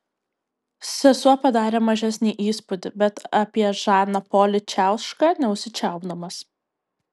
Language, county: Lithuanian, Kaunas